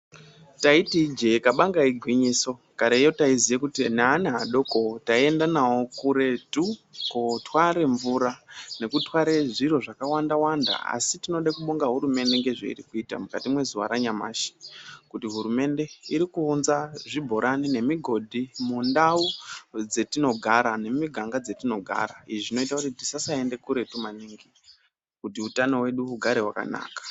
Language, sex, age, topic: Ndau, female, 36-49, health